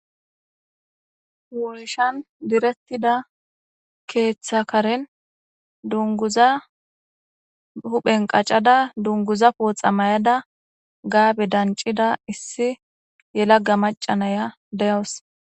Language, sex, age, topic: Gamo, female, 25-35, government